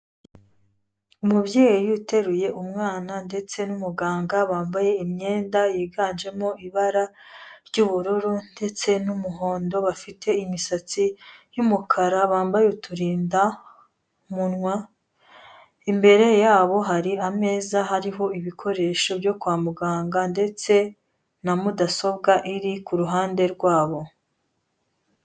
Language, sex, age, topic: Kinyarwanda, female, 18-24, health